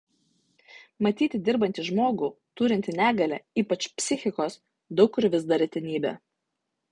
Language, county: Lithuanian, Utena